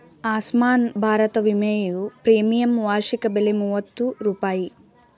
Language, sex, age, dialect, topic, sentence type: Kannada, female, 18-24, Mysore Kannada, banking, statement